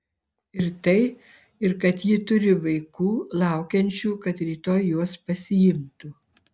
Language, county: Lithuanian, Alytus